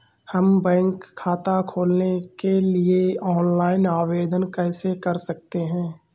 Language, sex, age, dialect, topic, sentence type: Hindi, male, 25-30, Awadhi Bundeli, banking, question